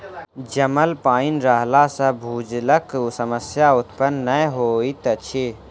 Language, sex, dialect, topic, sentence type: Maithili, male, Southern/Standard, agriculture, statement